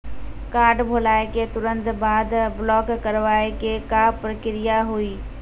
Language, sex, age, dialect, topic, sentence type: Maithili, female, 46-50, Angika, banking, question